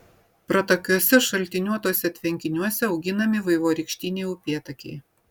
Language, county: Lithuanian, Vilnius